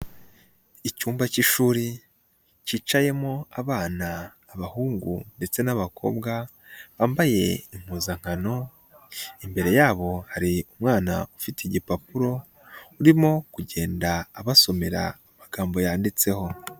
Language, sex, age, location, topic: Kinyarwanda, male, 25-35, Nyagatare, education